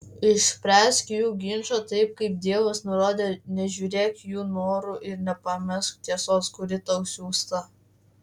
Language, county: Lithuanian, Klaipėda